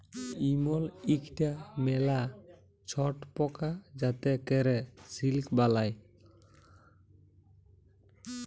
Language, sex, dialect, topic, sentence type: Bengali, male, Jharkhandi, agriculture, statement